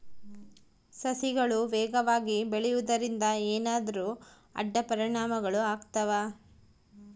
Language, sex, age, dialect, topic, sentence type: Kannada, female, 36-40, Central, agriculture, question